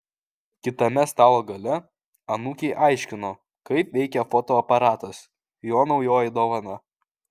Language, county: Lithuanian, Kaunas